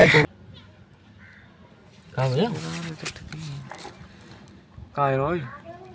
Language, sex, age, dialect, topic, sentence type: Hindi, male, 18-24, Marwari Dhudhari, agriculture, question